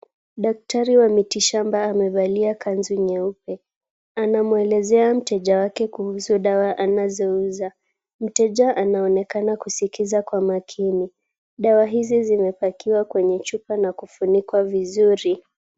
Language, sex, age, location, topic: Swahili, female, 18-24, Kisumu, health